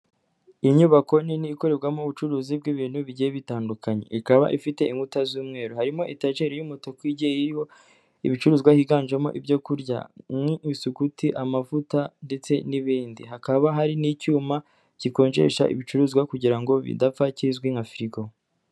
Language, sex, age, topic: Kinyarwanda, male, 25-35, finance